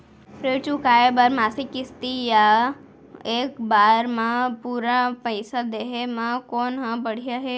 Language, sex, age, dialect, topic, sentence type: Chhattisgarhi, female, 18-24, Central, banking, question